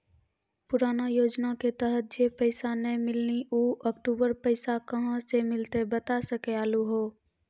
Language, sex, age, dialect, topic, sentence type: Maithili, female, 41-45, Angika, banking, question